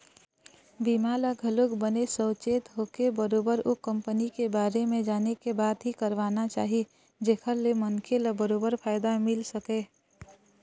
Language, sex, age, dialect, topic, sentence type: Chhattisgarhi, female, 25-30, Eastern, banking, statement